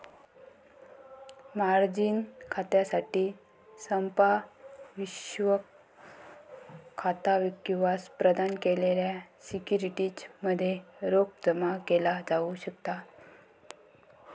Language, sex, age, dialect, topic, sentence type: Marathi, female, 25-30, Southern Konkan, banking, statement